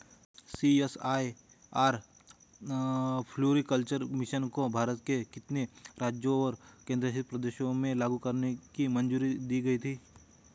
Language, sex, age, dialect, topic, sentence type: Hindi, male, 18-24, Hindustani Malvi Khadi Boli, banking, question